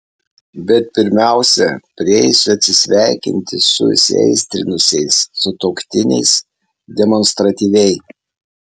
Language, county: Lithuanian, Alytus